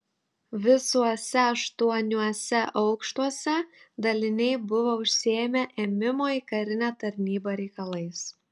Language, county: Lithuanian, Telšiai